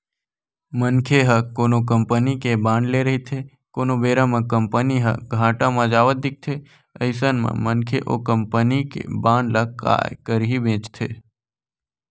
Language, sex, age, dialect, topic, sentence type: Chhattisgarhi, male, 18-24, Western/Budati/Khatahi, banking, statement